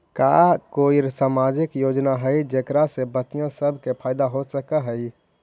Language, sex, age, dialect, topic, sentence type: Magahi, male, 56-60, Central/Standard, banking, statement